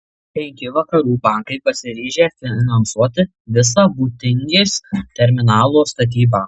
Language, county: Lithuanian, Marijampolė